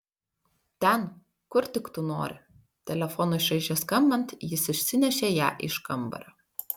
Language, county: Lithuanian, Panevėžys